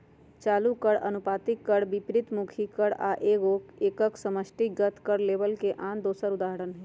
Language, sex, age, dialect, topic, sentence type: Magahi, female, 51-55, Western, banking, statement